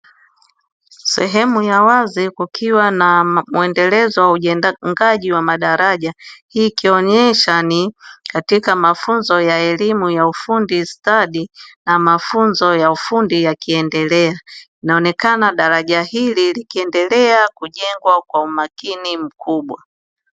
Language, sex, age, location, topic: Swahili, female, 25-35, Dar es Salaam, education